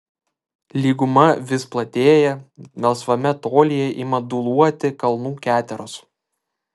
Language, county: Lithuanian, Vilnius